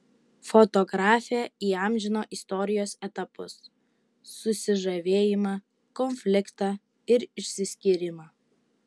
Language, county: Lithuanian, Utena